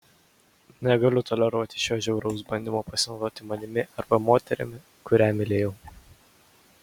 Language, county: Lithuanian, Vilnius